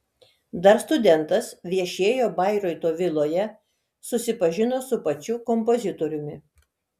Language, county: Lithuanian, Kaunas